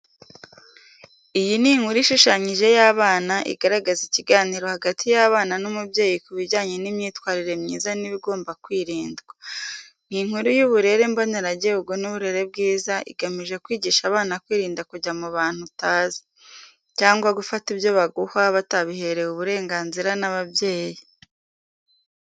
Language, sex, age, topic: Kinyarwanda, female, 18-24, education